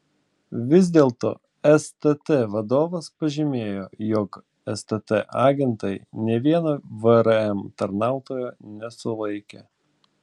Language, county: Lithuanian, Klaipėda